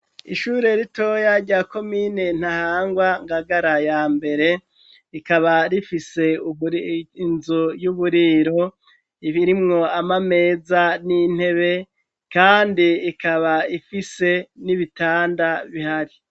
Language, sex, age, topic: Rundi, male, 36-49, education